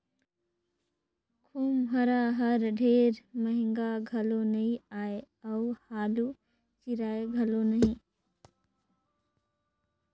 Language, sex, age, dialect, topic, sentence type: Chhattisgarhi, male, 56-60, Northern/Bhandar, agriculture, statement